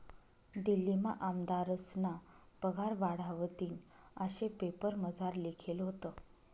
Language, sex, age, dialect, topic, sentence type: Marathi, female, 25-30, Northern Konkan, banking, statement